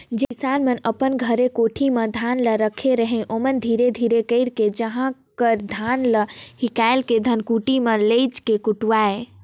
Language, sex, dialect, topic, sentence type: Chhattisgarhi, female, Northern/Bhandar, agriculture, statement